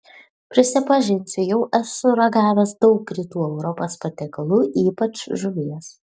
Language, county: Lithuanian, Šiauliai